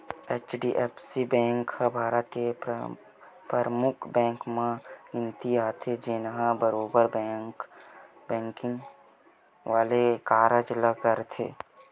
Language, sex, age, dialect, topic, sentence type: Chhattisgarhi, male, 18-24, Western/Budati/Khatahi, banking, statement